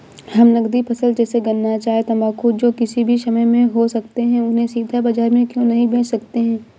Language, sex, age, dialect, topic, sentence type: Hindi, female, 18-24, Awadhi Bundeli, agriculture, question